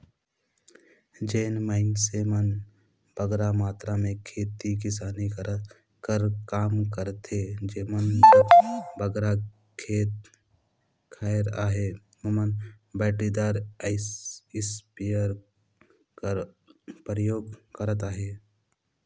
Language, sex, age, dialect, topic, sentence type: Chhattisgarhi, male, 18-24, Northern/Bhandar, agriculture, statement